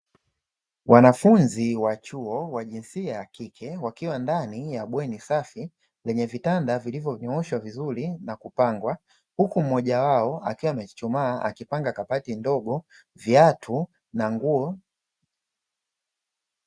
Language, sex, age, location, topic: Swahili, male, 25-35, Dar es Salaam, education